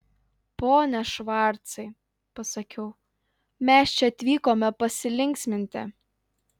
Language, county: Lithuanian, Utena